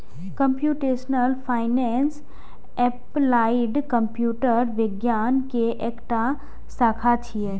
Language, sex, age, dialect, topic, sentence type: Maithili, female, 18-24, Eastern / Thethi, banking, statement